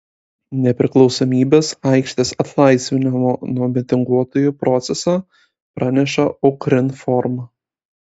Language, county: Lithuanian, Kaunas